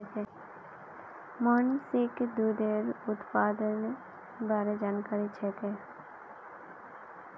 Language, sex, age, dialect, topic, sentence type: Magahi, female, 18-24, Northeastern/Surjapuri, agriculture, statement